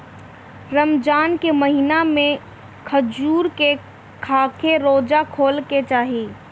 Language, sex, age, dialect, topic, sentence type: Bhojpuri, female, 18-24, Northern, agriculture, statement